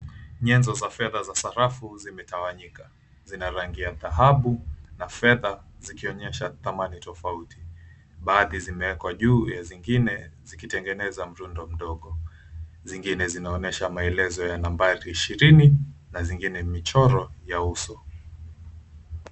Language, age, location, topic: Swahili, 25-35, Mombasa, finance